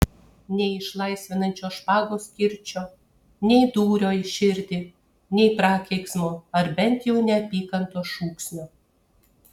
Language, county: Lithuanian, Kaunas